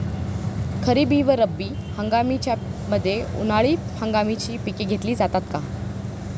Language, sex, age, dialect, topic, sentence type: Marathi, female, 18-24, Standard Marathi, agriculture, question